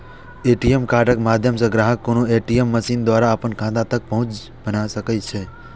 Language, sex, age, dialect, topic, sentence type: Maithili, male, 18-24, Eastern / Thethi, banking, statement